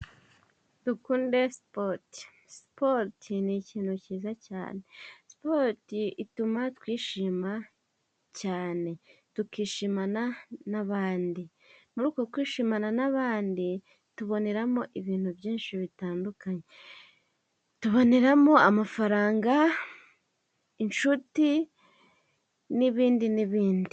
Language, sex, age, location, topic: Kinyarwanda, female, 18-24, Musanze, government